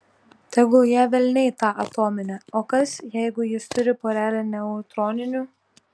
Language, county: Lithuanian, Telšiai